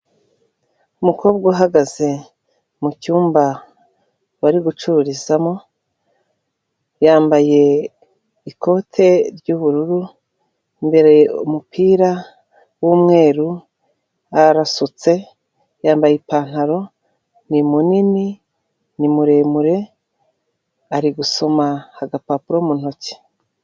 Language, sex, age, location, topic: Kinyarwanda, female, 36-49, Kigali, finance